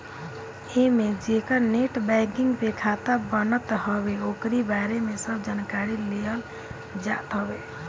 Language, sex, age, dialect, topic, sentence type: Bhojpuri, female, 25-30, Northern, banking, statement